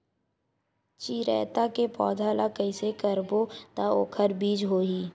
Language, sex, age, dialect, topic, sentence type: Chhattisgarhi, male, 18-24, Western/Budati/Khatahi, agriculture, question